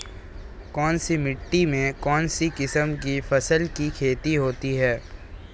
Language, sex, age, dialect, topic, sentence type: Hindi, male, 18-24, Marwari Dhudhari, agriculture, question